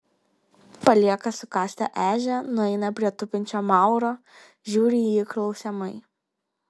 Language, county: Lithuanian, Kaunas